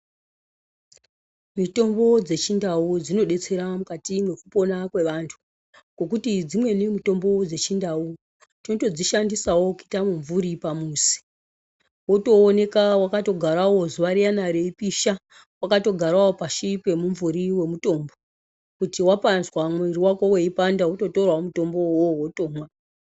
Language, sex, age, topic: Ndau, male, 36-49, health